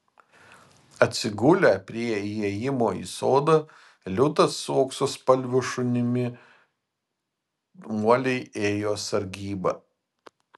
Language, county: Lithuanian, Vilnius